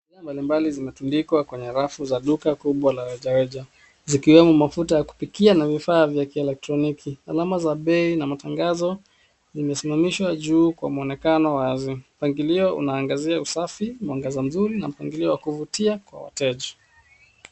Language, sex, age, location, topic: Swahili, male, 36-49, Nairobi, finance